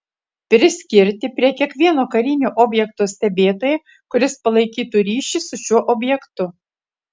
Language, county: Lithuanian, Utena